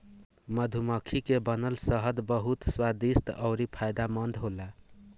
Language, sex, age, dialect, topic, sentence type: Bhojpuri, male, 25-30, Southern / Standard, agriculture, statement